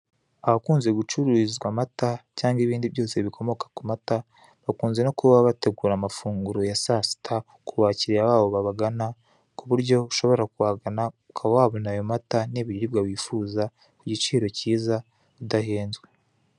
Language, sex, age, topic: Kinyarwanda, male, 18-24, finance